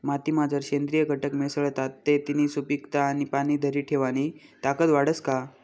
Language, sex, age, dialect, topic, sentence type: Marathi, male, 18-24, Northern Konkan, agriculture, statement